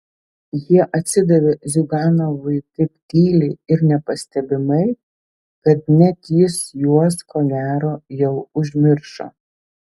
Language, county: Lithuanian, Telšiai